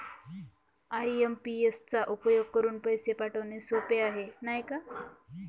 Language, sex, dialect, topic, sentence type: Marathi, female, Northern Konkan, banking, statement